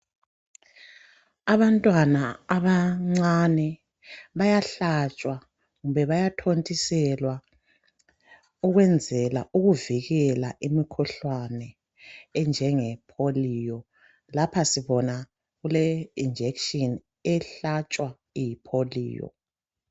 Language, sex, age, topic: North Ndebele, male, 36-49, health